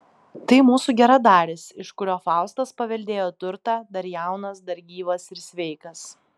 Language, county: Lithuanian, Klaipėda